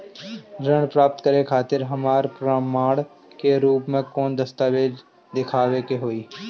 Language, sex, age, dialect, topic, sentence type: Bhojpuri, male, 25-30, Northern, banking, statement